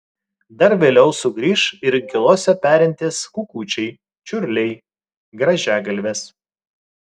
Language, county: Lithuanian, Vilnius